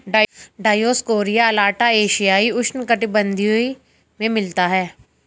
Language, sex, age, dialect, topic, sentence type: Hindi, female, 25-30, Hindustani Malvi Khadi Boli, agriculture, statement